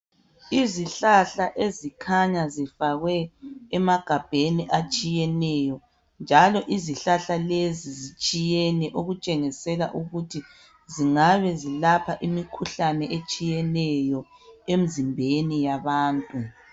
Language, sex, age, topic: North Ndebele, male, 36-49, health